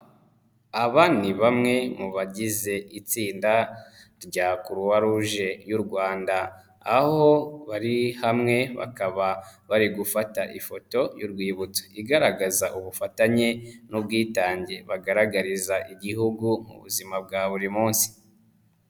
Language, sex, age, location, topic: Kinyarwanda, female, 25-35, Nyagatare, health